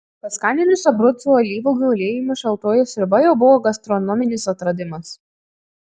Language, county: Lithuanian, Marijampolė